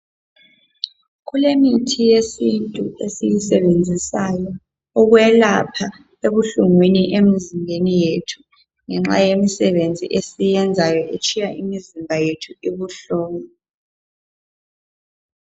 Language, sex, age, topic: North Ndebele, female, 18-24, health